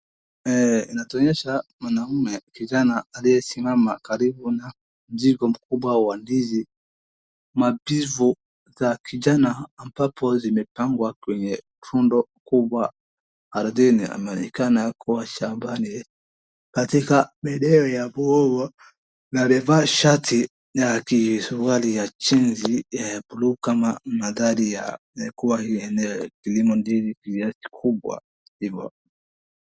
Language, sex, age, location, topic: Swahili, male, 18-24, Wajir, agriculture